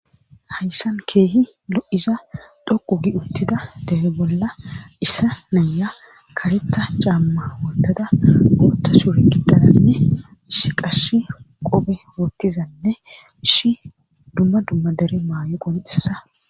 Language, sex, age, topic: Gamo, female, 36-49, government